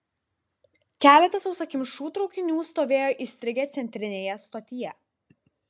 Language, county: Lithuanian, Vilnius